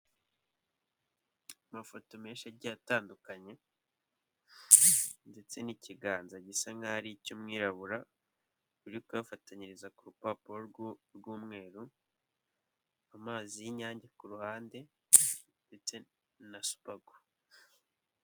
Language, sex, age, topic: Kinyarwanda, male, 18-24, finance